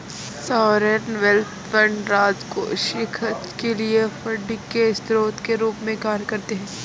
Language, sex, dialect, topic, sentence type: Hindi, female, Kanauji Braj Bhasha, banking, statement